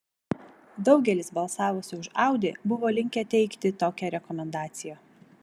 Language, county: Lithuanian, Vilnius